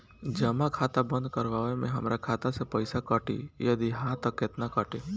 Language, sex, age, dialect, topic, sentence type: Bhojpuri, male, 18-24, Southern / Standard, banking, question